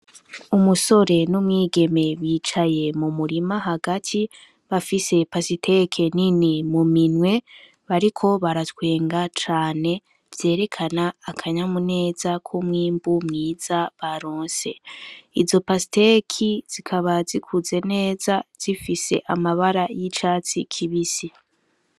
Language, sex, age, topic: Rundi, female, 18-24, agriculture